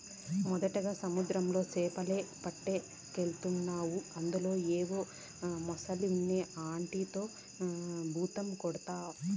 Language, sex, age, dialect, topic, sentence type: Telugu, female, 31-35, Southern, agriculture, statement